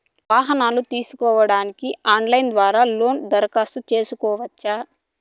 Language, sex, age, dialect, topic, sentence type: Telugu, female, 18-24, Southern, banking, question